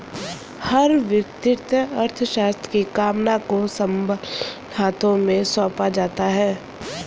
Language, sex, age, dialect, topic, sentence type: Hindi, female, 31-35, Kanauji Braj Bhasha, banking, statement